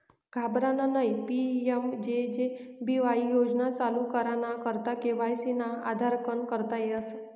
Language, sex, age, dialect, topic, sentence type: Marathi, female, 56-60, Northern Konkan, banking, statement